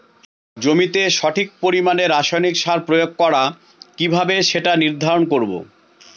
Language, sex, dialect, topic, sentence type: Bengali, male, Northern/Varendri, agriculture, question